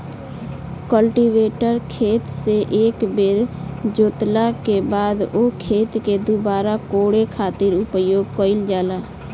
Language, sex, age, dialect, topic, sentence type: Bhojpuri, female, 18-24, Southern / Standard, agriculture, statement